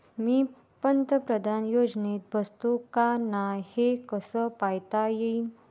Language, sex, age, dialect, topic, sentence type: Marathi, female, 18-24, Varhadi, banking, question